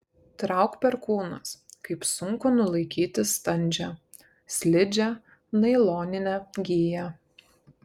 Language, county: Lithuanian, Kaunas